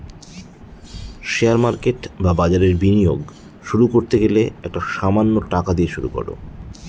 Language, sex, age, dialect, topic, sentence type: Bengali, male, 31-35, Northern/Varendri, banking, statement